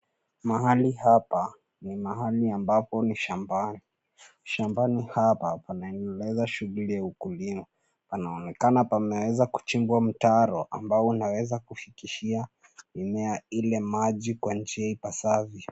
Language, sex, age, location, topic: Swahili, male, 18-24, Nairobi, agriculture